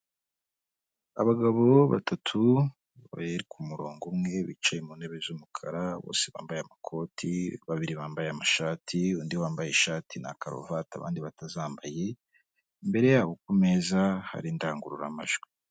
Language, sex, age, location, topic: Kinyarwanda, female, 25-35, Kigali, government